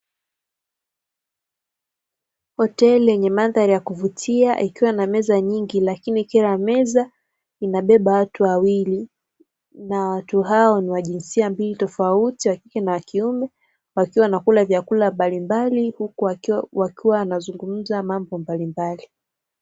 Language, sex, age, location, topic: Swahili, female, 18-24, Dar es Salaam, finance